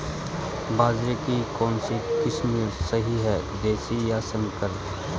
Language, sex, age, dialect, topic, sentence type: Hindi, male, 36-40, Marwari Dhudhari, agriculture, question